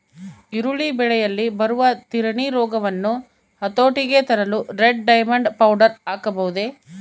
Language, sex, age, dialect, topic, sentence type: Kannada, female, 25-30, Central, agriculture, question